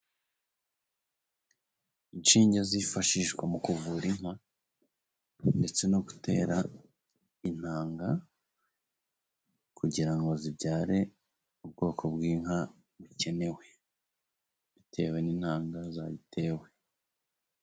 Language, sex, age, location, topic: Kinyarwanda, male, 25-35, Musanze, agriculture